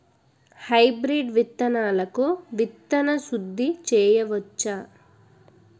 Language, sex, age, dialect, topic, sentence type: Telugu, female, 18-24, Utterandhra, agriculture, question